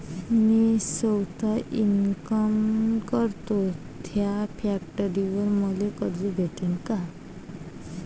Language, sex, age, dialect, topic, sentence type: Marathi, female, 25-30, Varhadi, banking, question